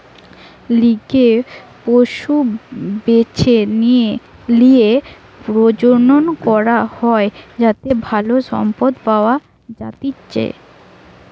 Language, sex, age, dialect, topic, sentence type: Bengali, female, 18-24, Western, agriculture, statement